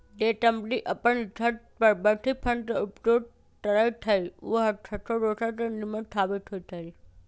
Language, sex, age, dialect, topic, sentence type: Magahi, male, 25-30, Western, banking, statement